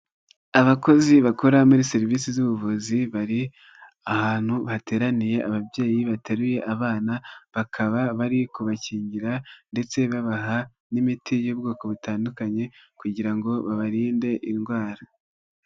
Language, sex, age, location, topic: Kinyarwanda, female, 18-24, Nyagatare, health